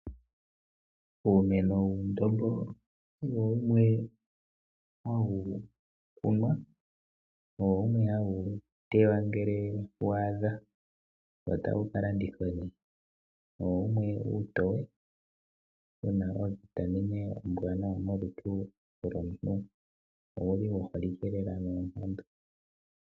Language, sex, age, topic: Oshiwambo, male, 25-35, agriculture